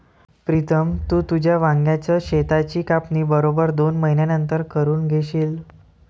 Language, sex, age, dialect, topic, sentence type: Marathi, male, 18-24, Varhadi, agriculture, statement